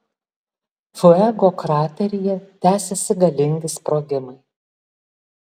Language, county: Lithuanian, Alytus